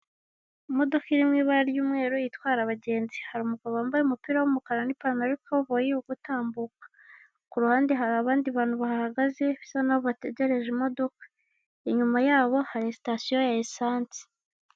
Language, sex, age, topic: Kinyarwanda, female, 18-24, government